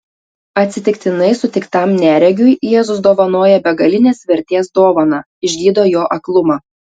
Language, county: Lithuanian, Telšiai